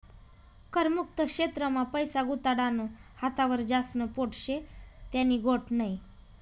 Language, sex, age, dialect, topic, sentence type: Marathi, female, 25-30, Northern Konkan, banking, statement